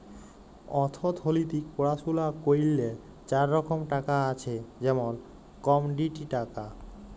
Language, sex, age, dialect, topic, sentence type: Bengali, male, 18-24, Jharkhandi, banking, statement